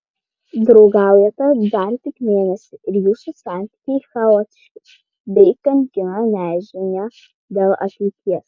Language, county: Lithuanian, Klaipėda